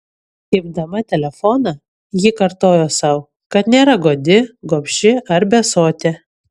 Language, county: Lithuanian, Kaunas